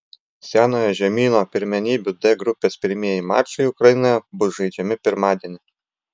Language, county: Lithuanian, Klaipėda